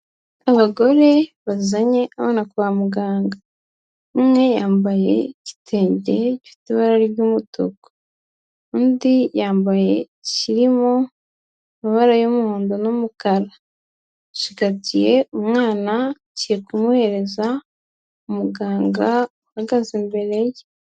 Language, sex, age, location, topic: Kinyarwanda, female, 25-35, Kigali, health